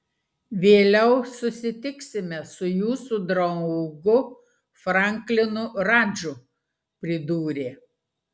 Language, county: Lithuanian, Klaipėda